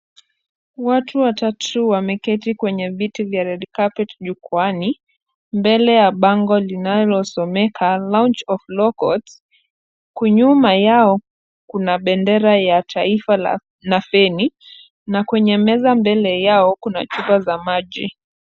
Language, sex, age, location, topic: Swahili, female, 25-35, Kisumu, government